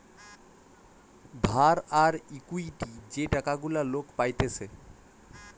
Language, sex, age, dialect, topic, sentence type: Bengali, male, 18-24, Western, banking, statement